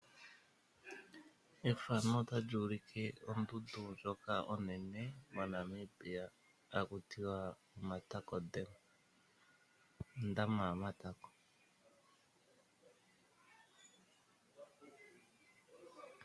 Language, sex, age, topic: Oshiwambo, male, 36-49, agriculture